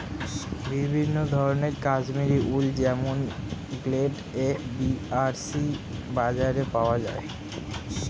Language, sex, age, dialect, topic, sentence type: Bengali, male, 18-24, Standard Colloquial, agriculture, statement